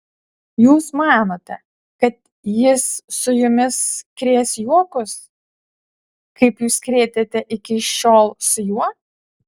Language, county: Lithuanian, Utena